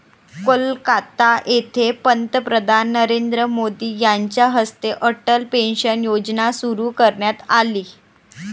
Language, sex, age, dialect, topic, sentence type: Marathi, male, 18-24, Varhadi, banking, statement